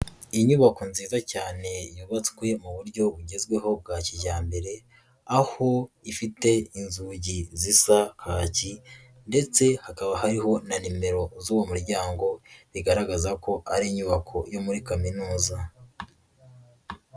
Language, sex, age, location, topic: Kinyarwanda, male, 18-24, Nyagatare, education